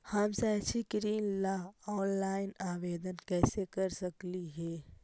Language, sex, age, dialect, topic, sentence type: Magahi, female, 18-24, Central/Standard, banking, question